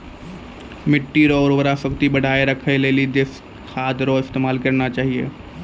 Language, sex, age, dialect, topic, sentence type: Maithili, male, 18-24, Angika, agriculture, statement